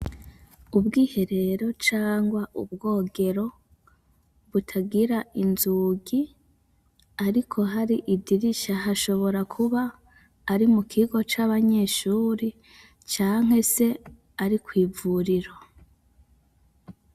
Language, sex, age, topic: Rundi, female, 25-35, education